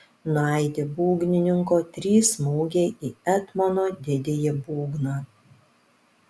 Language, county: Lithuanian, Panevėžys